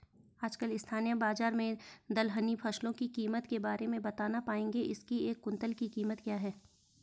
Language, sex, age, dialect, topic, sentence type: Hindi, female, 31-35, Garhwali, agriculture, question